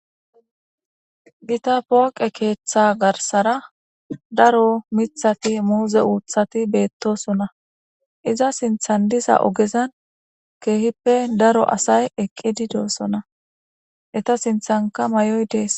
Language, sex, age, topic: Gamo, female, 18-24, government